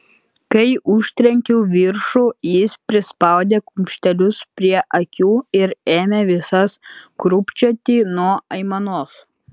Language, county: Lithuanian, Utena